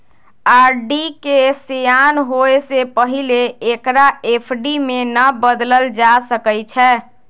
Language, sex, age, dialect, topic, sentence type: Magahi, female, 25-30, Western, banking, statement